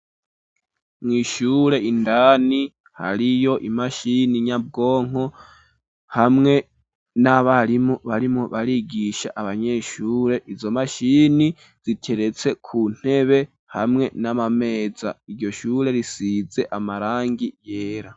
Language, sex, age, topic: Rundi, male, 18-24, education